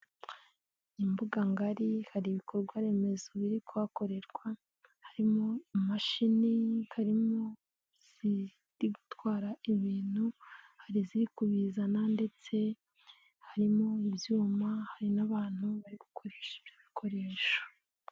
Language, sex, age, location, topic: Kinyarwanda, female, 18-24, Nyagatare, government